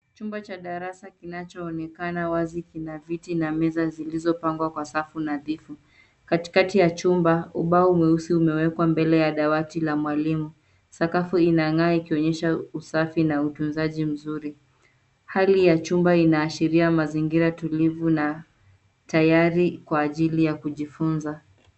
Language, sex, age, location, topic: Swahili, female, 36-49, Nairobi, education